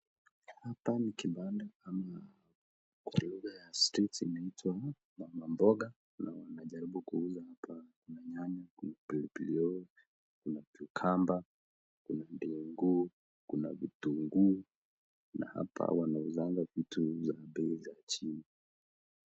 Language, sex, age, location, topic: Swahili, male, 25-35, Nakuru, finance